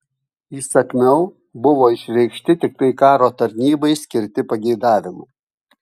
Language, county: Lithuanian, Kaunas